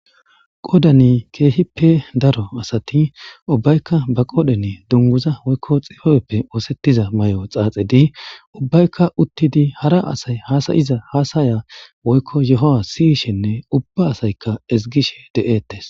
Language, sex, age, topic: Gamo, male, 25-35, government